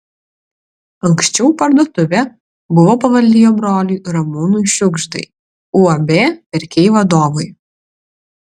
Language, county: Lithuanian, Kaunas